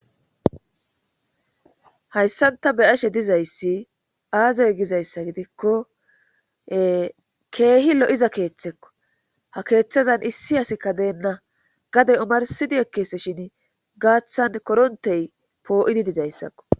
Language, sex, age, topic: Gamo, female, 25-35, government